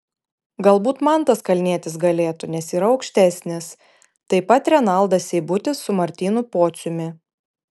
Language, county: Lithuanian, Panevėžys